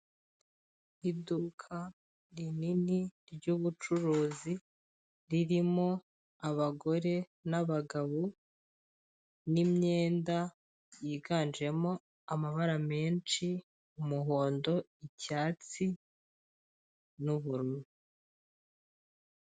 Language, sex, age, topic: Kinyarwanda, female, 25-35, finance